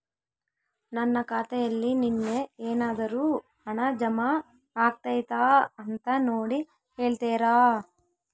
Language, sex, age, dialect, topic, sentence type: Kannada, female, 18-24, Central, banking, question